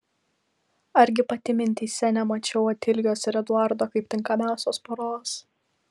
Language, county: Lithuanian, Vilnius